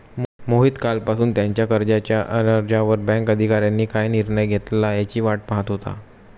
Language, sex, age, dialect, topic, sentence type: Marathi, male, 25-30, Standard Marathi, banking, statement